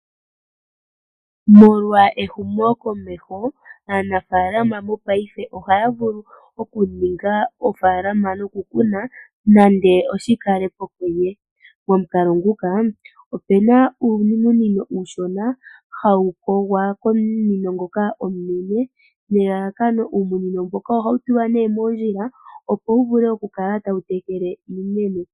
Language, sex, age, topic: Oshiwambo, female, 25-35, agriculture